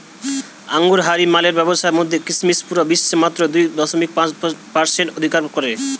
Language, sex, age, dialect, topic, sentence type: Bengali, male, 18-24, Western, agriculture, statement